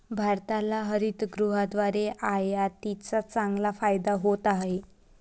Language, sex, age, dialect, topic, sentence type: Marathi, female, 18-24, Varhadi, agriculture, statement